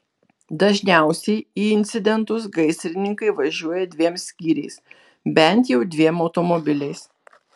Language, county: Lithuanian, Kaunas